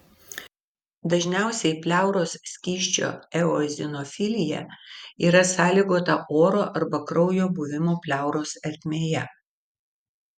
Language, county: Lithuanian, Vilnius